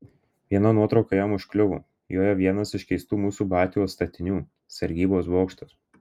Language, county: Lithuanian, Marijampolė